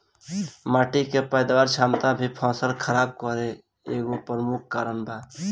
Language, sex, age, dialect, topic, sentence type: Bhojpuri, male, 18-24, Southern / Standard, agriculture, statement